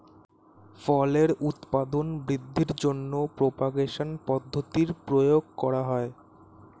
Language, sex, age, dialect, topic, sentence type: Bengali, male, 18-24, Standard Colloquial, agriculture, statement